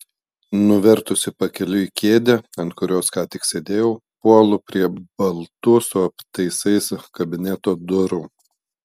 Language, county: Lithuanian, Panevėžys